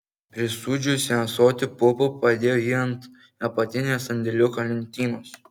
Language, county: Lithuanian, Kaunas